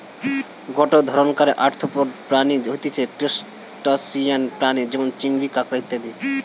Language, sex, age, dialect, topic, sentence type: Bengali, male, 18-24, Western, agriculture, statement